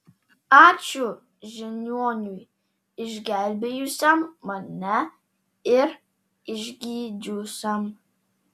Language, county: Lithuanian, Telšiai